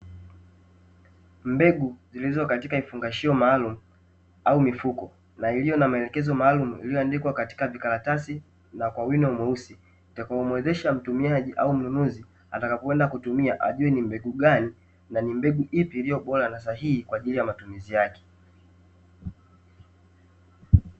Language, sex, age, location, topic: Swahili, male, 18-24, Dar es Salaam, agriculture